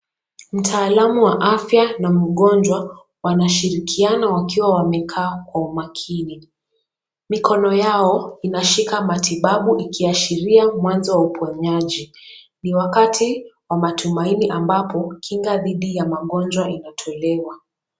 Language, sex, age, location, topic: Swahili, female, 18-24, Kisumu, health